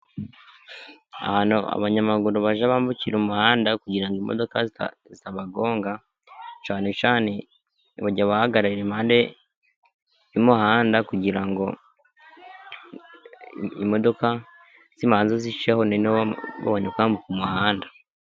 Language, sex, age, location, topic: Kinyarwanda, male, 18-24, Musanze, government